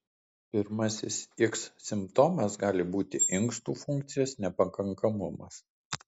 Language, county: Lithuanian, Kaunas